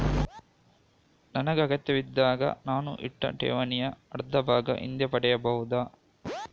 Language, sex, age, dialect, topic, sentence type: Kannada, male, 41-45, Coastal/Dakshin, banking, question